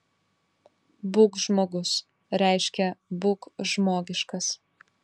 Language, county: Lithuanian, Šiauliai